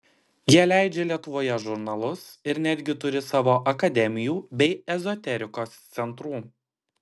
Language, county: Lithuanian, Klaipėda